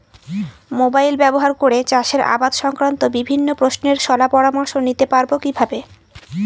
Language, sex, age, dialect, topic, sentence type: Bengali, female, 18-24, Northern/Varendri, agriculture, question